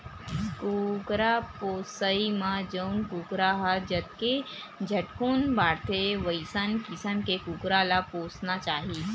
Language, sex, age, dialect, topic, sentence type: Chhattisgarhi, female, 18-24, Western/Budati/Khatahi, agriculture, statement